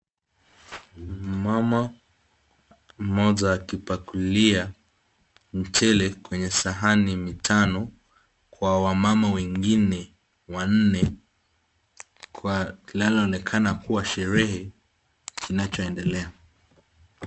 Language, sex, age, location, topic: Swahili, male, 36-49, Nakuru, agriculture